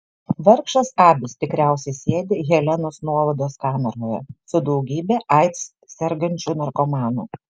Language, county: Lithuanian, Šiauliai